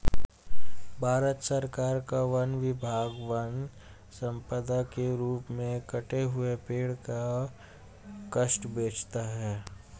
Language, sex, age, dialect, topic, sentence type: Hindi, male, 18-24, Hindustani Malvi Khadi Boli, agriculture, statement